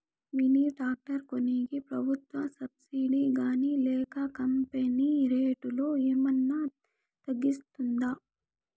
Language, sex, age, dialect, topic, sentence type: Telugu, female, 18-24, Southern, agriculture, question